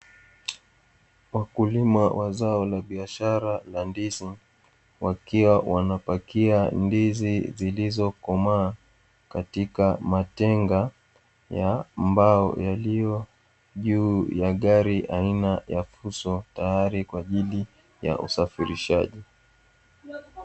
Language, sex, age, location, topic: Swahili, male, 18-24, Dar es Salaam, agriculture